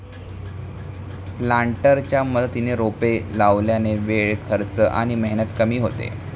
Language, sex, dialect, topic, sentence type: Marathi, male, Standard Marathi, agriculture, statement